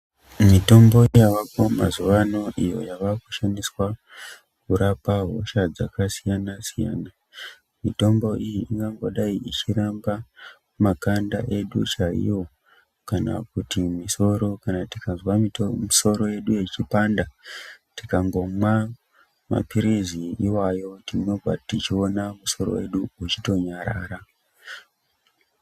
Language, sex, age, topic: Ndau, male, 25-35, health